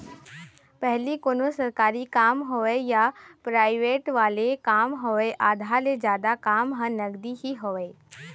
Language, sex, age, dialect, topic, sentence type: Chhattisgarhi, male, 41-45, Eastern, banking, statement